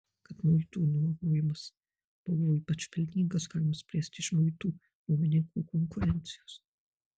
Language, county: Lithuanian, Marijampolė